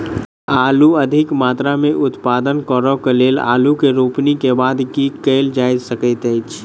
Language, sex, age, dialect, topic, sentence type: Maithili, male, 25-30, Southern/Standard, agriculture, question